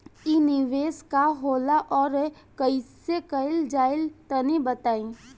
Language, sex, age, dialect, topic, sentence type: Bhojpuri, female, 18-24, Northern, banking, question